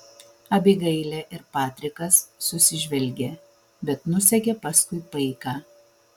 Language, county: Lithuanian, Vilnius